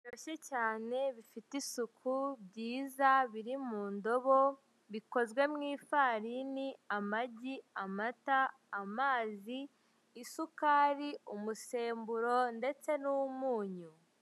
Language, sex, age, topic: Kinyarwanda, male, 18-24, finance